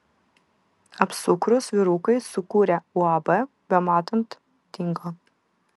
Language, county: Lithuanian, Vilnius